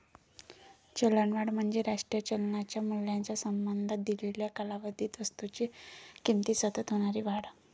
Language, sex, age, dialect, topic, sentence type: Marathi, male, 31-35, Varhadi, banking, statement